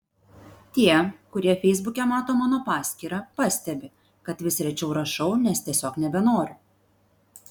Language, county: Lithuanian, Vilnius